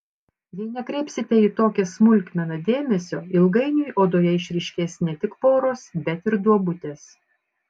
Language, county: Lithuanian, Panevėžys